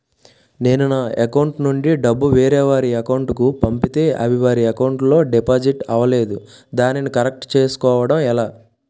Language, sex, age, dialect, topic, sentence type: Telugu, male, 18-24, Utterandhra, banking, question